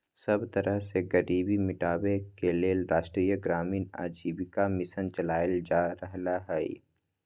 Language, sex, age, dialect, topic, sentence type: Magahi, male, 18-24, Western, banking, statement